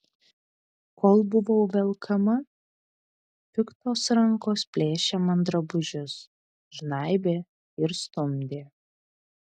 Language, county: Lithuanian, Vilnius